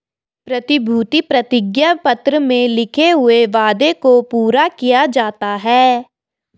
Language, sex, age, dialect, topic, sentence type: Hindi, female, 18-24, Garhwali, banking, statement